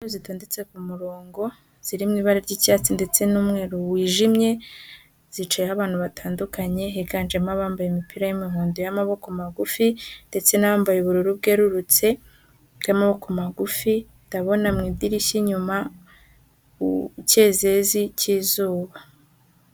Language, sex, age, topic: Kinyarwanda, female, 18-24, health